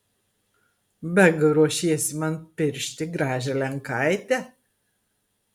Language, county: Lithuanian, Klaipėda